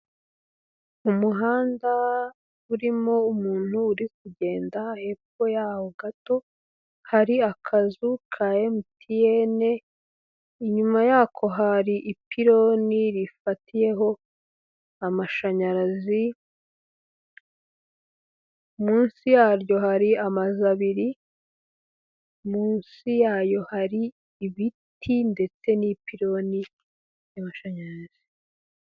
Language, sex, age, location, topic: Kinyarwanda, female, 18-24, Huye, government